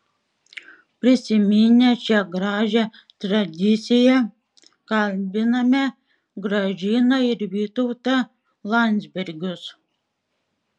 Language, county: Lithuanian, Šiauliai